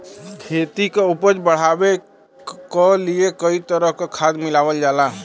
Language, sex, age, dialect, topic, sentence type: Bhojpuri, male, 36-40, Western, agriculture, statement